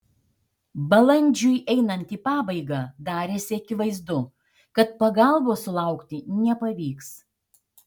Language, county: Lithuanian, Šiauliai